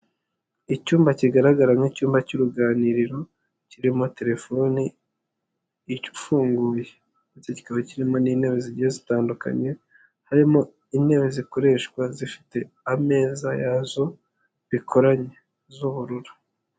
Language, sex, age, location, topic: Kinyarwanda, male, 50+, Nyagatare, education